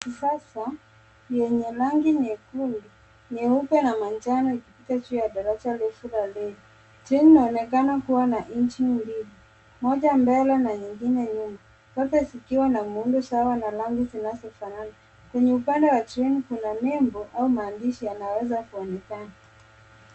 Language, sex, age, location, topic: Swahili, male, 18-24, Nairobi, government